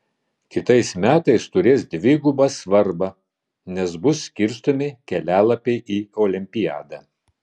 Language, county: Lithuanian, Vilnius